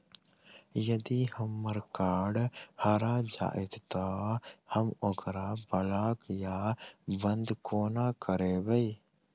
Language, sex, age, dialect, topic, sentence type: Maithili, male, 18-24, Southern/Standard, banking, question